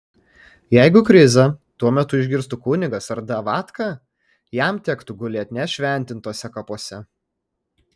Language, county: Lithuanian, Kaunas